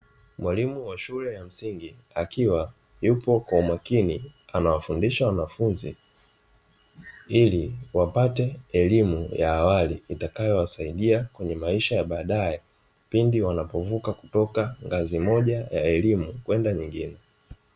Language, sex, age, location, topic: Swahili, male, 25-35, Dar es Salaam, education